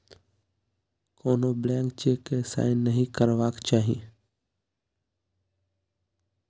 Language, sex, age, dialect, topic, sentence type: Maithili, male, 18-24, Bajjika, banking, statement